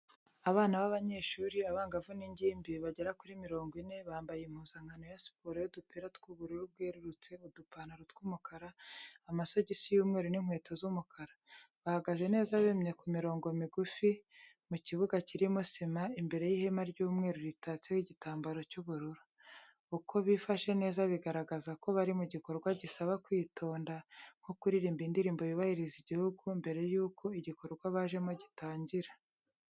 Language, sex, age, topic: Kinyarwanda, female, 36-49, education